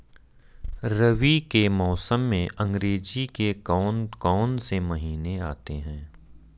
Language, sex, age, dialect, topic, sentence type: Hindi, male, 31-35, Marwari Dhudhari, agriculture, question